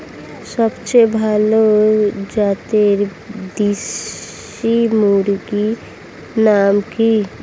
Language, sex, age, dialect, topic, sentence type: Bengali, female, 60-100, Standard Colloquial, agriculture, question